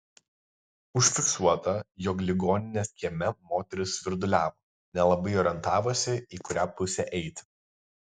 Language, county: Lithuanian, Kaunas